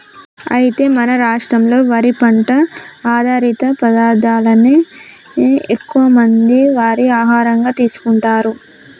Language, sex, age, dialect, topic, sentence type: Telugu, male, 18-24, Telangana, agriculture, statement